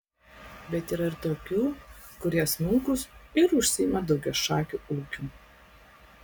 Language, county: Lithuanian, Klaipėda